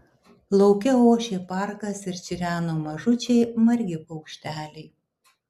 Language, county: Lithuanian, Alytus